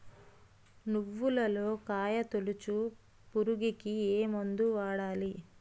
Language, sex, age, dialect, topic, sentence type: Telugu, female, 31-35, Utterandhra, agriculture, question